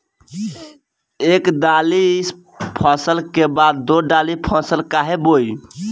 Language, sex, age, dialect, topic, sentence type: Bhojpuri, male, 18-24, Northern, agriculture, question